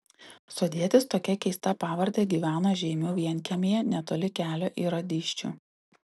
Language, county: Lithuanian, Utena